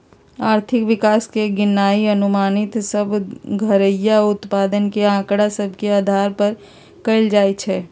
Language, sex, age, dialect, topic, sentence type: Magahi, female, 51-55, Western, banking, statement